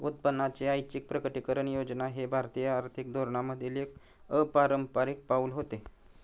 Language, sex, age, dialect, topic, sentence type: Marathi, male, 60-100, Standard Marathi, banking, statement